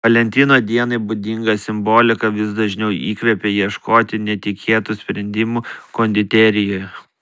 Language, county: Lithuanian, Vilnius